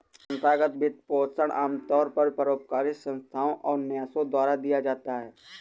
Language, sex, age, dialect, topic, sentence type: Hindi, male, 18-24, Awadhi Bundeli, banking, statement